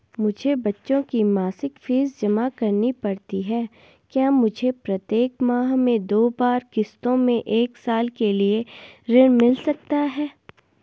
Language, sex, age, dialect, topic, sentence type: Hindi, female, 18-24, Garhwali, banking, question